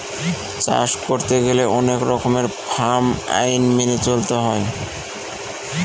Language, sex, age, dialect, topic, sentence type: Bengali, male, 36-40, Northern/Varendri, agriculture, statement